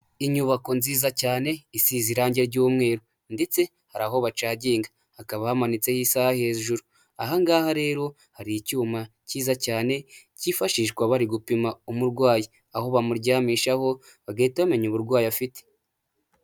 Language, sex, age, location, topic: Kinyarwanda, male, 18-24, Huye, health